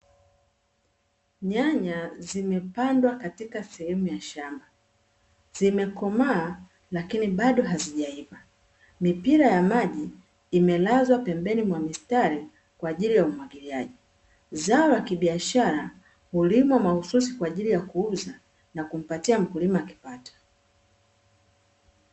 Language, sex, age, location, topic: Swahili, female, 36-49, Dar es Salaam, agriculture